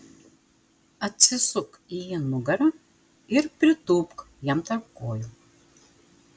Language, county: Lithuanian, Telšiai